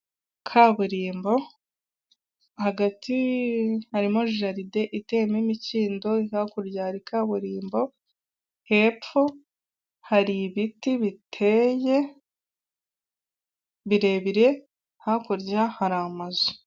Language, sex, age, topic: Kinyarwanda, female, 18-24, government